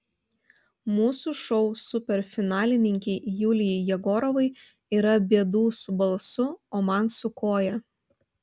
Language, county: Lithuanian, Vilnius